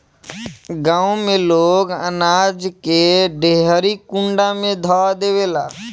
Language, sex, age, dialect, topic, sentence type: Bhojpuri, male, 18-24, Northern, agriculture, statement